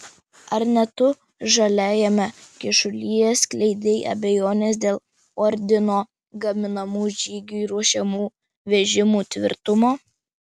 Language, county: Lithuanian, Vilnius